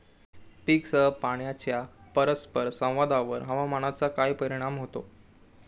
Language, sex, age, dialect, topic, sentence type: Marathi, male, 18-24, Standard Marathi, agriculture, question